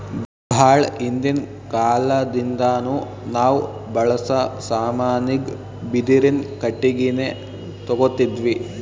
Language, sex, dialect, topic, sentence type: Kannada, male, Northeastern, agriculture, statement